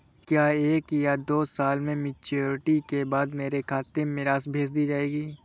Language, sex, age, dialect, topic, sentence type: Hindi, male, 25-30, Awadhi Bundeli, banking, question